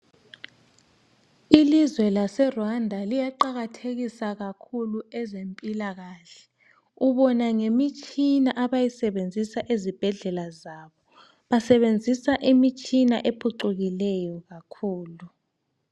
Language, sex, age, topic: North Ndebele, male, 36-49, health